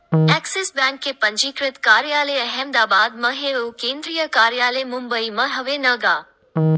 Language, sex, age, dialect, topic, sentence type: Chhattisgarhi, male, 18-24, Western/Budati/Khatahi, banking, statement